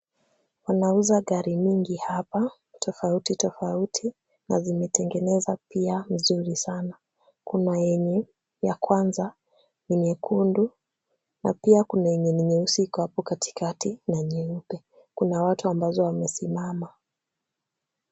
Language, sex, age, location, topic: Swahili, female, 36-49, Kisumu, finance